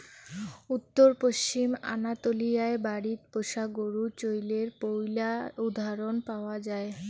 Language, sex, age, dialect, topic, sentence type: Bengali, female, 18-24, Rajbangshi, agriculture, statement